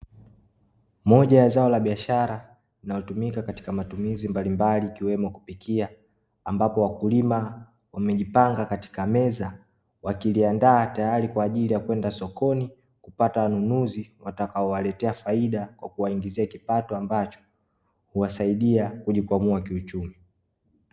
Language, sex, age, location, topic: Swahili, male, 18-24, Dar es Salaam, agriculture